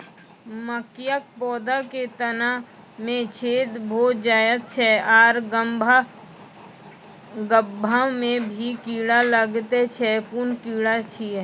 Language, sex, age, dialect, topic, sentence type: Maithili, female, 25-30, Angika, agriculture, question